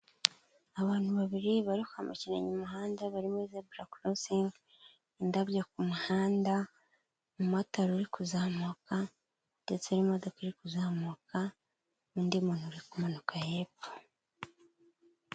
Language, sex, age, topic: Kinyarwanda, female, 25-35, government